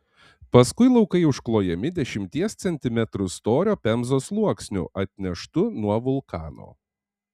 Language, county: Lithuanian, Panevėžys